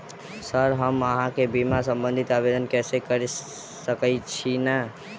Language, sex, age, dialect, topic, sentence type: Maithili, male, 18-24, Southern/Standard, banking, question